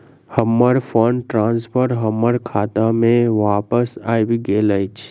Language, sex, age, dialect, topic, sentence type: Maithili, male, 41-45, Southern/Standard, banking, statement